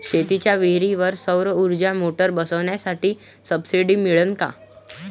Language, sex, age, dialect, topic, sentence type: Marathi, male, 18-24, Varhadi, agriculture, question